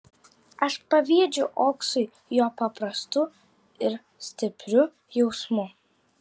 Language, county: Lithuanian, Vilnius